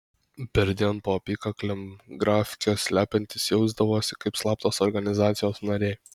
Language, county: Lithuanian, Kaunas